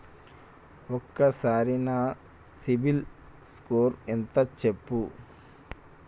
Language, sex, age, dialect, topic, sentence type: Telugu, male, 25-30, Telangana, banking, question